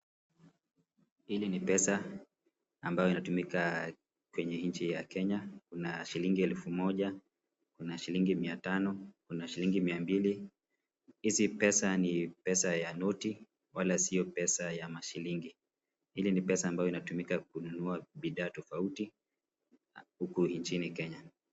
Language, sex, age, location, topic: Swahili, male, 25-35, Nakuru, finance